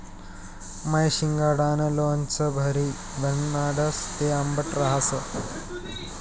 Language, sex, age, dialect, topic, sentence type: Marathi, male, 18-24, Northern Konkan, agriculture, statement